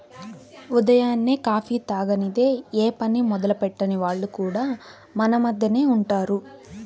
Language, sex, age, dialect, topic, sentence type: Telugu, female, 18-24, Central/Coastal, agriculture, statement